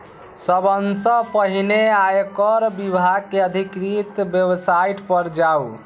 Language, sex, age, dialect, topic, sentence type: Maithili, male, 51-55, Eastern / Thethi, banking, statement